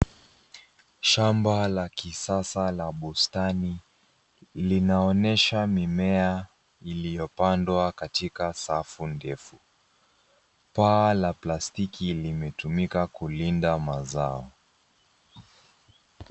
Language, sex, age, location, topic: Swahili, female, 25-35, Nairobi, agriculture